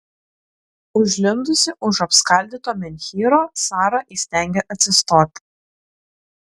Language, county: Lithuanian, Klaipėda